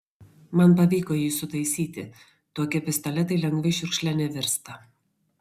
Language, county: Lithuanian, Vilnius